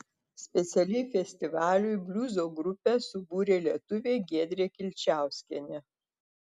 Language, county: Lithuanian, Telšiai